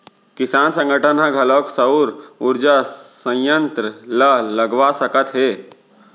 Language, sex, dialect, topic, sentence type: Chhattisgarhi, male, Central, agriculture, statement